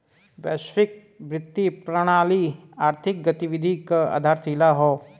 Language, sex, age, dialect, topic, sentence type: Bhojpuri, male, 25-30, Western, banking, statement